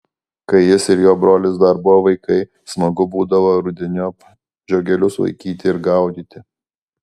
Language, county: Lithuanian, Alytus